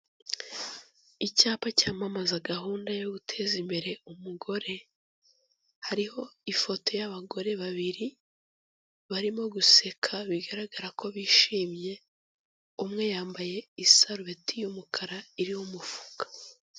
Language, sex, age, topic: Kinyarwanda, female, 18-24, finance